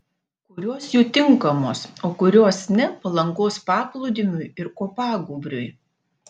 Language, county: Lithuanian, Panevėžys